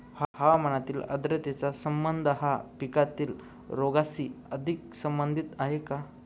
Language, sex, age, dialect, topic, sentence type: Marathi, male, 25-30, Standard Marathi, agriculture, question